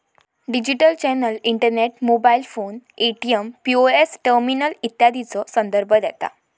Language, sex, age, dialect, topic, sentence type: Marathi, female, 18-24, Southern Konkan, banking, statement